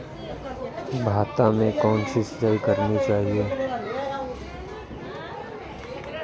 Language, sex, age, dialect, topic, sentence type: Hindi, male, 18-24, Awadhi Bundeli, agriculture, question